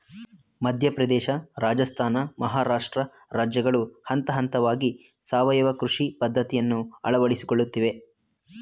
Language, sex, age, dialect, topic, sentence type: Kannada, male, 25-30, Mysore Kannada, agriculture, statement